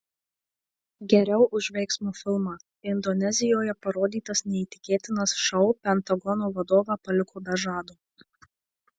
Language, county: Lithuanian, Marijampolė